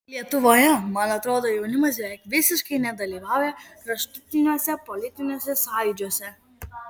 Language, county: Lithuanian, Kaunas